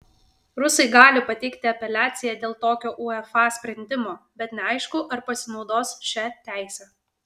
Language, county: Lithuanian, Vilnius